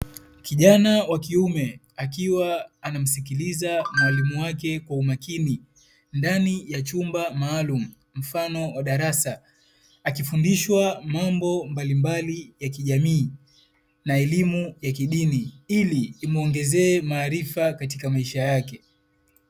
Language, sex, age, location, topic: Swahili, male, 25-35, Dar es Salaam, education